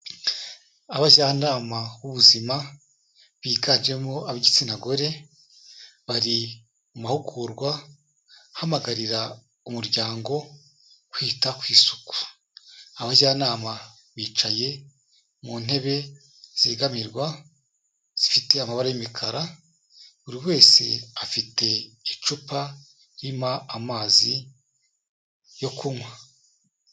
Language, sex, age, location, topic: Kinyarwanda, male, 36-49, Kigali, health